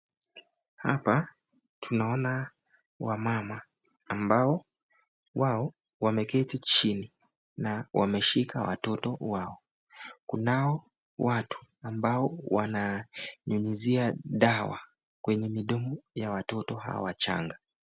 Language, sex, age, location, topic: Swahili, male, 25-35, Nakuru, health